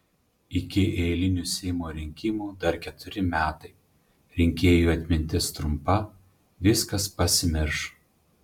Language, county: Lithuanian, Panevėžys